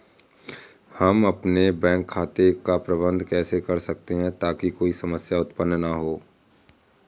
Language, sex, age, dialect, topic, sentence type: Hindi, male, 18-24, Awadhi Bundeli, banking, question